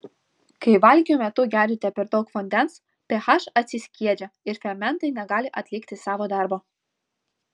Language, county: Lithuanian, Vilnius